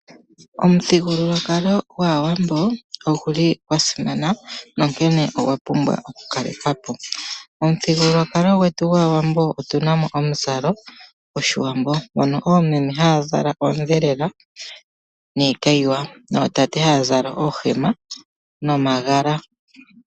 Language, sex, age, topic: Oshiwambo, male, 36-49, agriculture